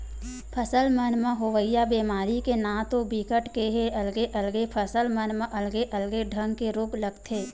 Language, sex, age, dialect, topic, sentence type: Chhattisgarhi, female, 25-30, Western/Budati/Khatahi, agriculture, statement